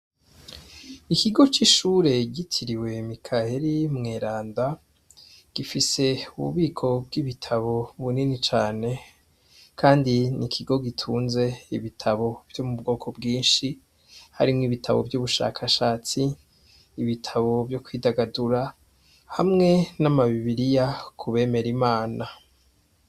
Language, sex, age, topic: Rundi, male, 25-35, education